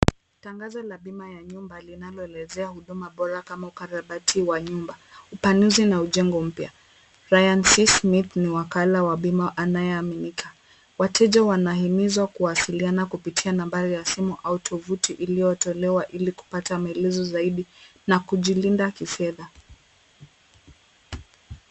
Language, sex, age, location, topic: Swahili, female, 18-24, Kisumu, finance